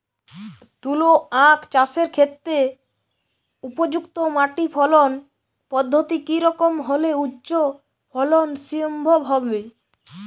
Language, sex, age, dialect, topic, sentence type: Bengali, male, <18, Jharkhandi, agriculture, question